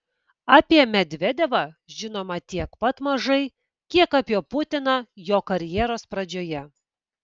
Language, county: Lithuanian, Kaunas